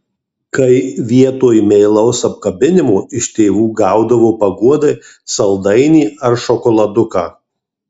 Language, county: Lithuanian, Marijampolė